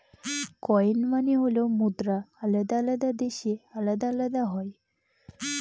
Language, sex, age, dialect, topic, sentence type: Bengali, female, 18-24, Northern/Varendri, banking, statement